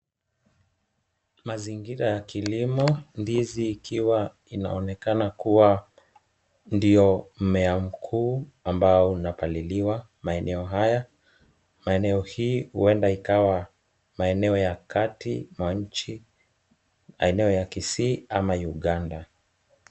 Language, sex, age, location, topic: Swahili, male, 25-35, Kisumu, agriculture